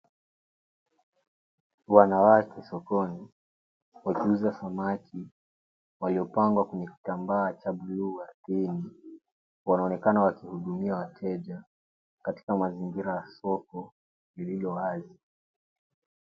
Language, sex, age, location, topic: Swahili, male, 18-24, Mombasa, agriculture